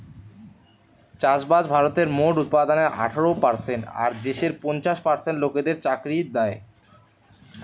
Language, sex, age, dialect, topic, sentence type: Bengali, male, 18-24, Western, agriculture, statement